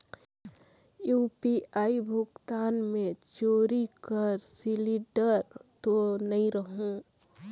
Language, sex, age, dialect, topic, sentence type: Chhattisgarhi, female, 18-24, Northern/Bhandar, banking, question